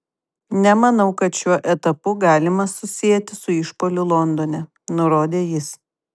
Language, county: Lithuanian, Kaunas